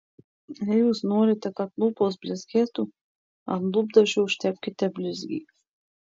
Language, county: Lithuanian, Marijampolė